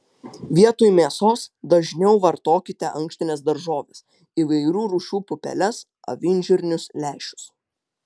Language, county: Lithuanian, Utena